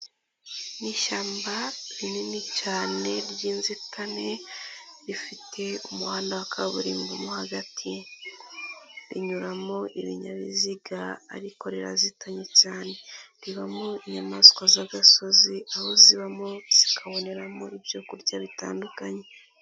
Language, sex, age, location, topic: Kinyarwanda, female, 18-24, Nyagatare, agriculture